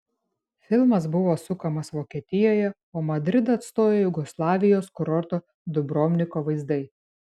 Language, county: Lithuanian, Šiauliai